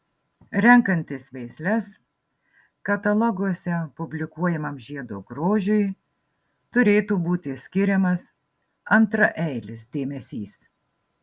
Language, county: Lithuanian, Marijampolė